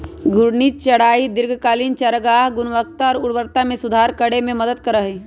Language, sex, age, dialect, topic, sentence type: Magahi, female, 25-30, Western, agriculture, statement